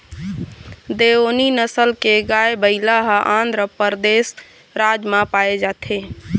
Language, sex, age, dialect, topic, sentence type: Chhattisgarhi, female, 31-35, Eastern, agriculture, statement